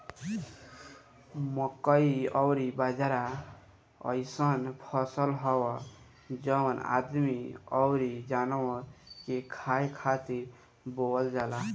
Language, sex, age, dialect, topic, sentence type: Bhojpuri, male, <18, Northern, agriculture, statement